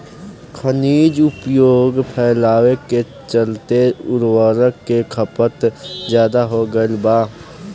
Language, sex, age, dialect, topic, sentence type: Bhojpuri, male, <18, Southern / Standard, agriculture, statement